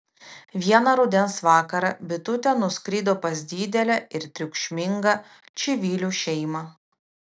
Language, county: Lithuanian, Vilnius